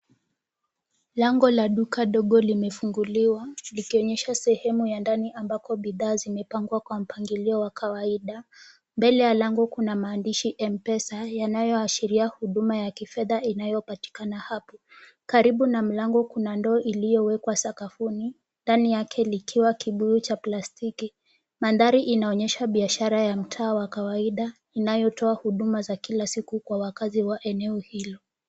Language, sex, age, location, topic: Swahili, female, 18-24, Kisumu, finance